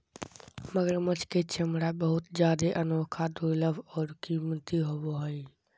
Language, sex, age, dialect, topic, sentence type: Magahi, male, 60-100, Southern, agriculture, statement